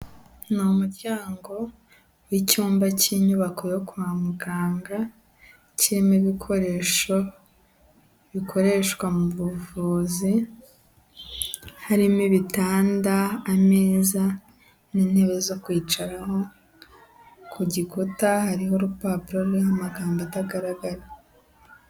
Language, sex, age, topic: Kinyarwanda, female, 18-24, health